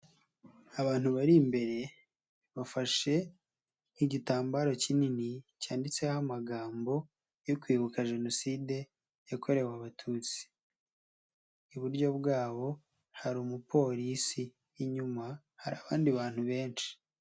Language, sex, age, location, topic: Kinyarwanda, male, 25-35, Nyagatare, education